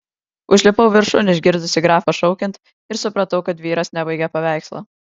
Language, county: Lithuanian, Kaunas